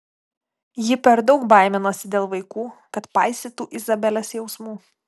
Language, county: Lithuanian, Klaipėda